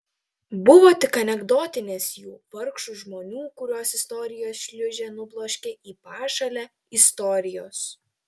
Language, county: Lithuanian, Telšiai